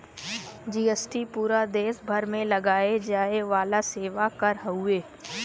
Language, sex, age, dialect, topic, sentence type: Bhojpuri, female, 18-24, Western, banking, statement